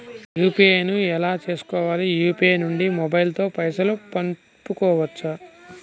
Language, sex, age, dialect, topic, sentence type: Telugu, male, 31-35, Telangana, banking, question